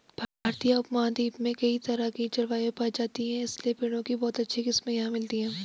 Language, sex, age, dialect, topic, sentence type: Hindi, female, 18-24, Garhwali, agriculture, statement